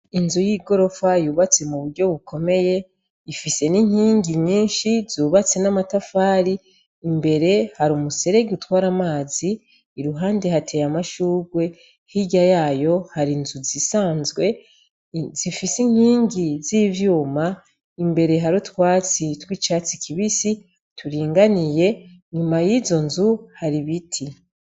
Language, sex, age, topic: Rundi, female, 36-49, education